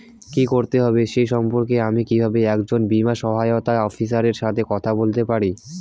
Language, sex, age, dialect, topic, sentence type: Bengali, male, 18-24, Rajbangshi, banking, question